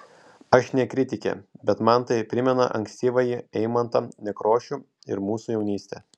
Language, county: Lithuanian, Kaunas